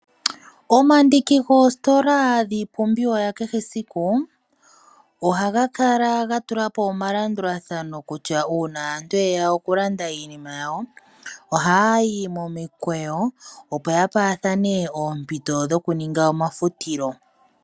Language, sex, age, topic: Oshiwambo, female, 18-24, finance